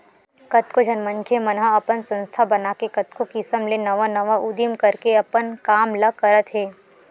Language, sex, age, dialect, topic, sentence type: Chhattisgarhi, female, 18-24, Western/Budati/Khatahi, banking, statement